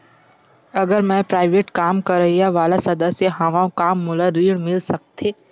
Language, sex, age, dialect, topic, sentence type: Chhattisgarhi, female, 51-55, Western/Budati/Khatahi, banking, question